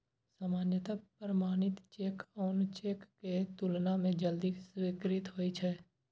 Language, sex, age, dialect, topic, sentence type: Maithili, male, 18-24, Eastern / Thethi, banking, statement